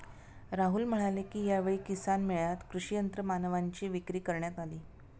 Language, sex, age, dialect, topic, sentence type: Marathi, female, 25-30, Standard Marathi, agriculture, statement